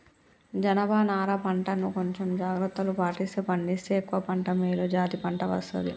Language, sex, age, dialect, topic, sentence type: Telugu, female, 25-30, Telangana, agriculture, statement